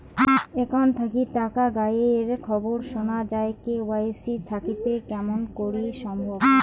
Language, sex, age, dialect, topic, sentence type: Bengali, female, 25-30, Rajbangshi, banking, question